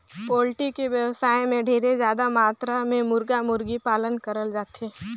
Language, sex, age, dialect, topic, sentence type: Chhattisgarhi, female, 18-24, Northern/Bhandar, agriculture, statement